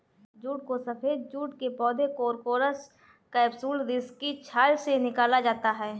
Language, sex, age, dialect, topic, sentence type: Hindi, female, 18-24, Kanauji Braj Bhasha, agriculture, statement